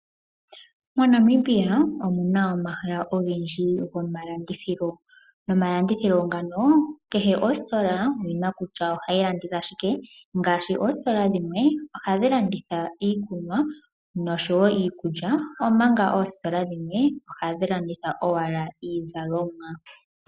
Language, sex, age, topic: Oshiwambo, male, 18-24, finance